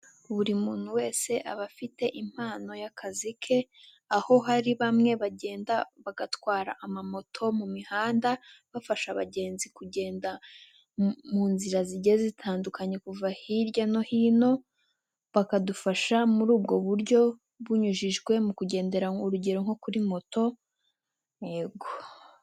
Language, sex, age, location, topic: Kinyarwanda, female, 18-24, Nyagatare, finance